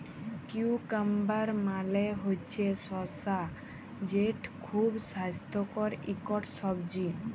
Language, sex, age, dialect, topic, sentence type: Bengali, female, 18-24, Jharkhandi, agriculture, statement